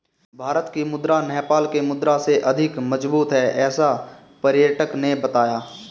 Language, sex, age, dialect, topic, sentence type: Hindi, male, 18-24, Marwari Dhudhari, banking, statement